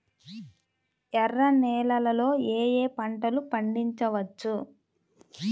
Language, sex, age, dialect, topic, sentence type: Telugu, female, 25-30, Central/Coastal, agriculture, question